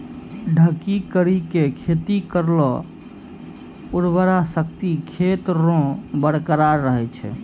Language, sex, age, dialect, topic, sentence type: Maithili, male, 51-55, Angika, agriculture, statement